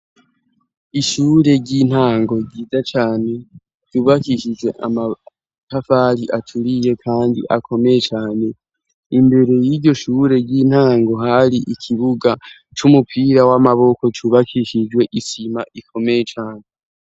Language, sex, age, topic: Rundi, male, 18-24, education